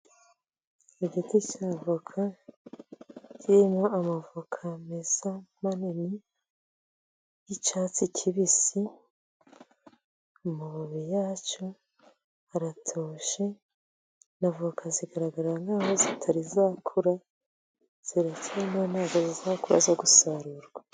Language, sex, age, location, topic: Kinyarwanda, female, 50+, Musanze, agriculture